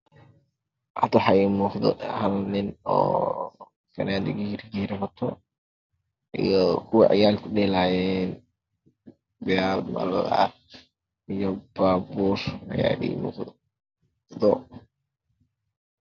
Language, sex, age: Somali, male, 25-35